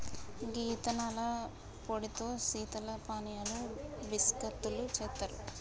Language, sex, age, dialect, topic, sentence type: Telugu, female, 31-35, Telangana, agriculture, statement